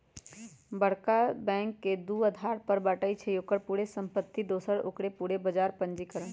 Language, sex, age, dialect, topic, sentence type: Magahi, female, 31-35, Western, banking, statement